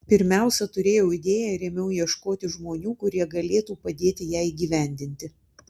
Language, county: Lithuanian, Vilnius